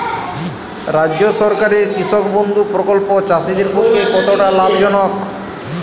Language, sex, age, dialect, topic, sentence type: Bengali, male, 31-35, Jharkhandi, agriculture, question